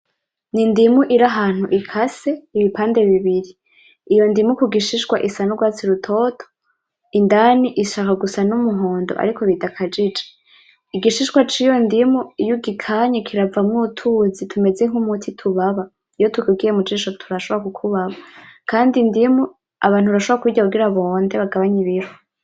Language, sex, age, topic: Rundi, female, 18-24, agriculture